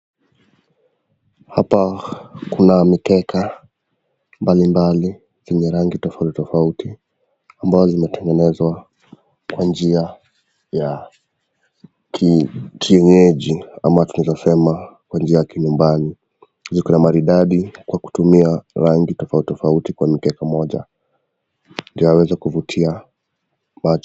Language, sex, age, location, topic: Swahili, male, 18-24, Nakuru, finance